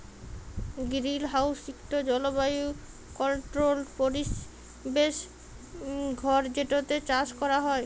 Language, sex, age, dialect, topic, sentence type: Bengali, female, 25-30, Jharkhandi, agriculture, statement